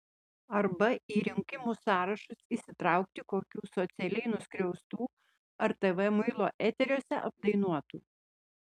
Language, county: Lithuanian, Panevėžys